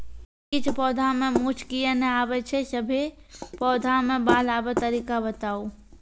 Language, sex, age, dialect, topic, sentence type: Maithili, female, 18-24, Angika, agriculture, question